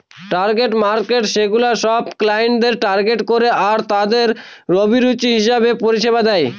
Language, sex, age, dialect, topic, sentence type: Bengali, male, 41-45, Northern/Varendri, banking, statement